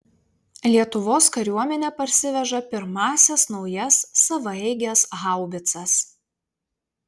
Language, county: Lithuanian, Vilnius